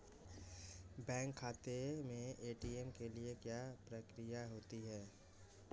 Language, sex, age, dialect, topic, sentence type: Hindi, male, 25-30, Marwari Dhudhari, banking, question